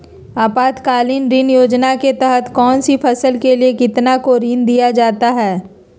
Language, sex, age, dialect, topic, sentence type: Magahi, female, 46-50, Southern, agriculture, question